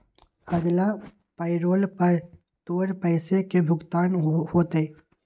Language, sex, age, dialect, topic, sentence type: Magahi, male, 18-24, Western, banking, statement